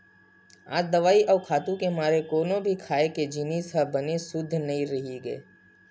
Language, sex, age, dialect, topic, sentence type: Chhattisgarhi, male, 18-24, Western/Budati/Khatahi, agriculture, statement